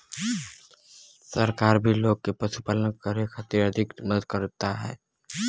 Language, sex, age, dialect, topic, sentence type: Bhojpuri, male, 18-24, Western, agriculture, statement